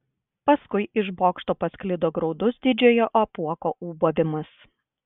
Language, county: Lithuanian, Klaipėda